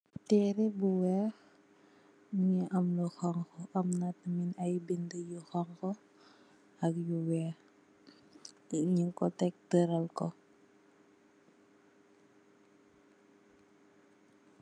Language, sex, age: Wolof, female, 18-24